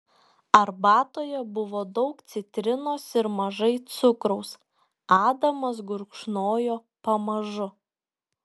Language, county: Lithuanian, Šiauliai